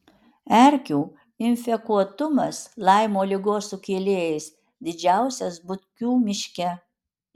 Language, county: Lithuanian, Alytus